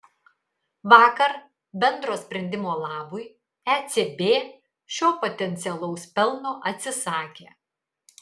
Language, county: Lithuanian, Kaunas